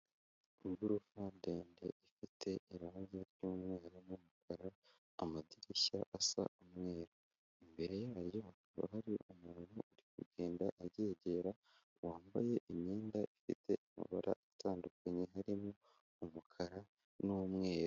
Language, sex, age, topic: Kinyarwanda, male, 18-24, government